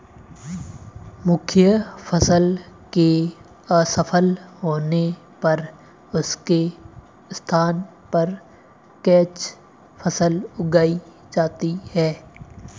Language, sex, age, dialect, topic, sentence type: Hindi, male, 18-24, Marwari Dhudhari, agriculture, statement